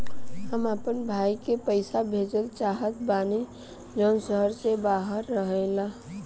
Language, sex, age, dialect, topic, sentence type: Bhojpuri, female, 25-30, Southern / Standard, banking, statement